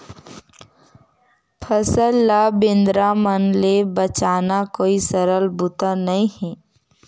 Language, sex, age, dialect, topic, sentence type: Chhattisgarhi, female, 18-24, Western/Budati/Khatahi, agriculture, statement